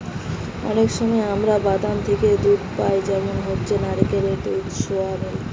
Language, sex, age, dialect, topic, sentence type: Bengali, female, 18-24, Western, agriculture, statement